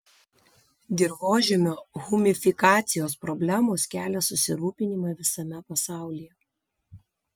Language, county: Lithuanian, Vilnius